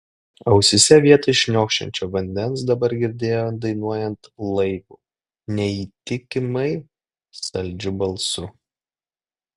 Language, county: Lithuanian, Klaipėda